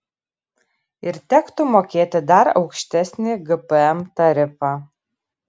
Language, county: Lithuanian, Kaunas